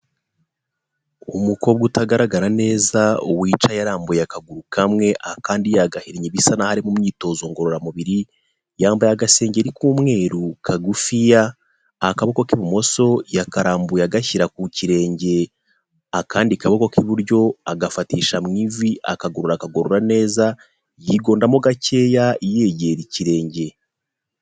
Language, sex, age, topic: Kinyarwanda, male, 25-35, health